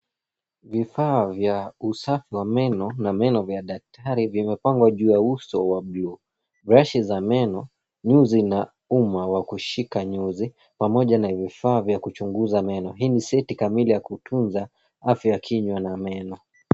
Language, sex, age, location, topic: Swahili, female, 36-49, Nairobi, health